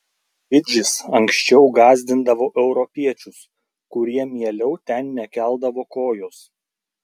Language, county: Lithuanian, Klaipėda